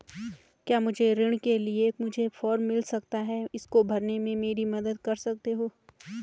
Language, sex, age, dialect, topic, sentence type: Hindi, female, 18-24, Garhwali, banking, question